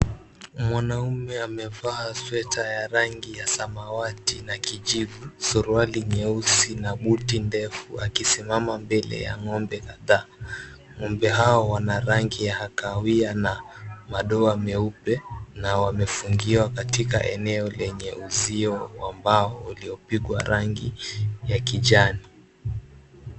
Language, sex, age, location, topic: Swahili, male, 18-24, Mombasa, agriculture